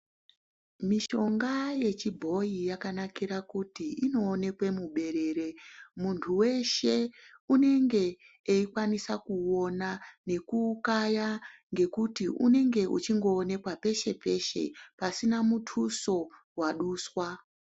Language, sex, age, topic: Ndau, female, 36-49, health